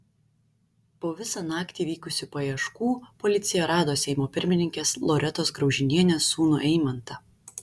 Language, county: Lithuanian, Šiauliai